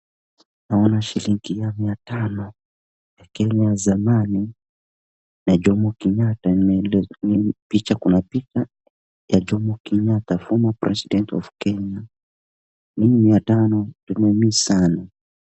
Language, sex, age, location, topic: Swahili, male, 25-35, Wajir, finance